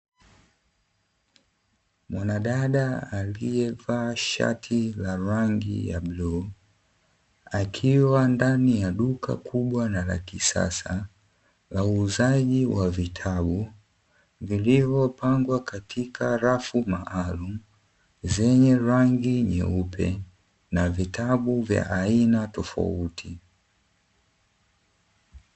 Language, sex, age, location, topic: Swahili, male, 25-35, Dar es Salaam, education